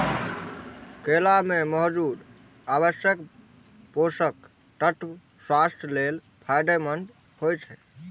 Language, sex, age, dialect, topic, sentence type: Maithili, male, 18-24, Eastern / Thethi, agriculture, statement